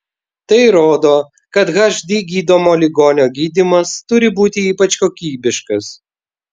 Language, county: Lithuanian, Vilnius